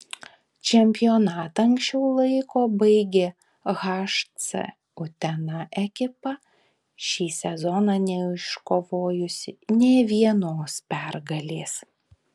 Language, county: Lithuanian, Vilnius